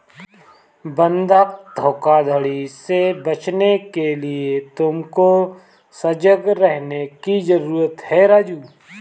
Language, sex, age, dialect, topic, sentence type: Hindi, male, 25-30, Kanauji Braj Bhasha, banking, statement